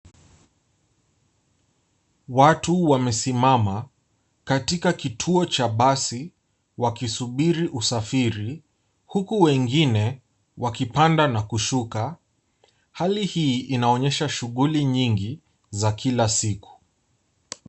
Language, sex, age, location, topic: Swahili, male, 18-24, Nairobi, government